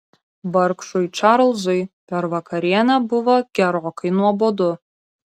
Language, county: Lithuanian, Kaunas